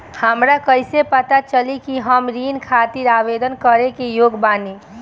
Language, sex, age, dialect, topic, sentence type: Bhojpuri, female, 18-24, Northern, banking, statement